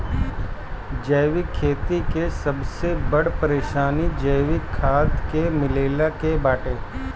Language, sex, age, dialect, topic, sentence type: Bhojpuri, male, 60-100, Northern, agriculture, statement